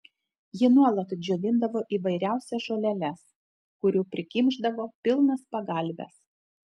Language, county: Lithuanian, Telšiai